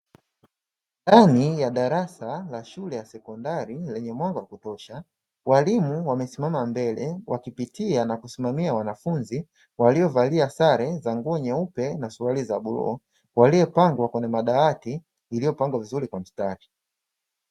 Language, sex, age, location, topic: Swahili, male, 25-35, Dar es Salaam, education